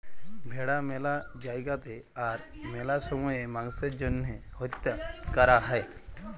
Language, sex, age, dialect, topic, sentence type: Bengali, male, 18-24, Jharkhandi, agriculture, statement